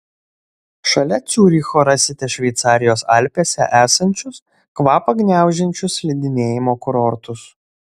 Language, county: Lithuanian, Šiauliai